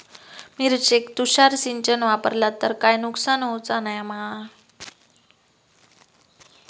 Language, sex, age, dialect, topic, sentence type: Marathi, female, 18-24, Southern Konkan, agriculture, question